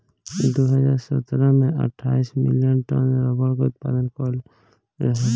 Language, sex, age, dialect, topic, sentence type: Bhojpuri, male, 18-24, Southern / Standard, agriculture, statement